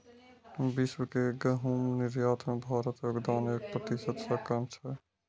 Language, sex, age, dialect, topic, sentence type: Maithili, male, 25-30, Eastern / Thethi, agriculture, statement